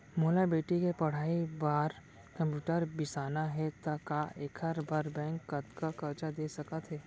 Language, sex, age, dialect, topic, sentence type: Chhattisgarhi, male, 18-24, Central, banking, question